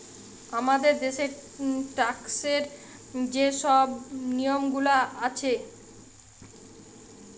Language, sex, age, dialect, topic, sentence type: Bengali, female, 31-35, Western, banking, statement